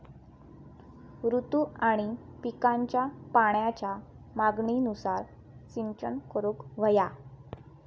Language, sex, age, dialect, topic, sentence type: Marathi, female, 25-30, Southern Konkan, agriculture, statement